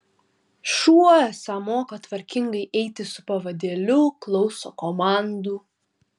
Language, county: Lithuanian, Kaunas